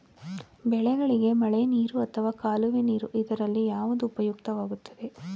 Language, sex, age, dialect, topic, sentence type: Kannada, female, 31-35, Mysore Kannada, agriculture, question